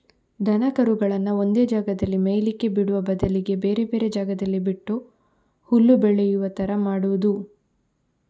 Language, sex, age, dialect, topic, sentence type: Kannada, female, 18-24, Coastal/Dakshin, agriculture, statement